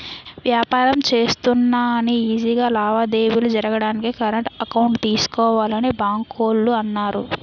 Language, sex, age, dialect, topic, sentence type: Telugu, female, 18-24, Utterandhra, banking, statement